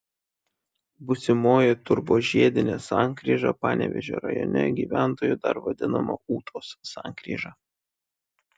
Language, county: Lithuanian, Šiauliai